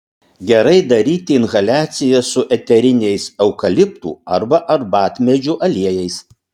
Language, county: Lithuanian, Utena